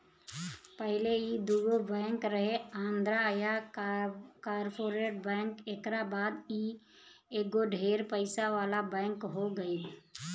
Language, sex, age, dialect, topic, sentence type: Bhojpuri, female, 31-35, Southern / Standard, banking, statement